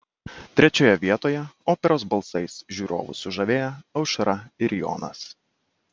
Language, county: Lithuanian, Kaunas